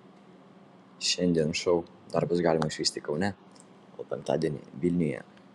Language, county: Lithuanian, Kaunas